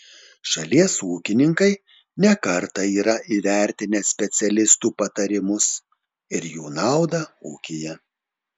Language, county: Lithuanian, Telšiai